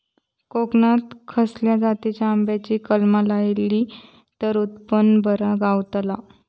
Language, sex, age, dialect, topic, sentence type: Marathi, female, 25-30, Southern Konkan, agriculture, question